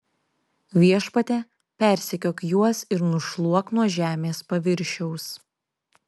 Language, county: Lithuanian, Šiauliai